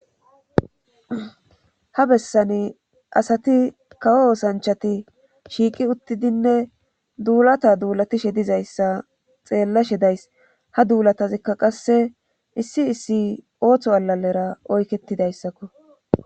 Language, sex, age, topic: Gamo, female, 25-35, government